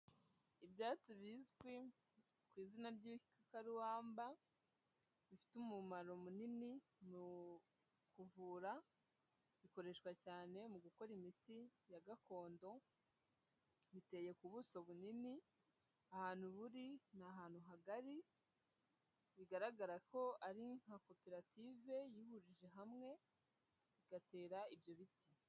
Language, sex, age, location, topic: Kinyarwanda, female, 25-35, Huye, health